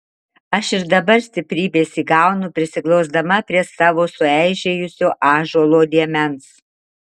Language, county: Lithuanian, Marijampolė